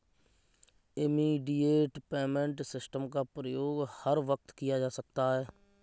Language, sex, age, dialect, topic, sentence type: Hindi, male, 25-30, Kanauji Braj Bhasha, banking, statement